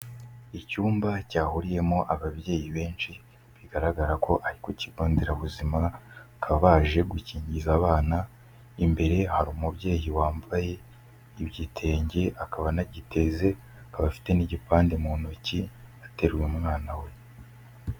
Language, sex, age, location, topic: Kinyarwanda, male, 18-24, Kigali, health